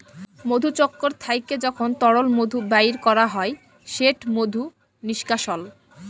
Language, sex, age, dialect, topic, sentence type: Bengali, female, 18-24, Jharkhandi, agriculture, statement